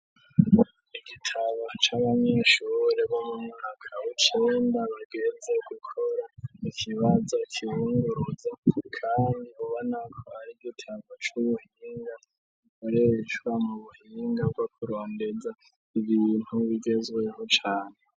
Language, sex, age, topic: Rundi, male, 36-49, education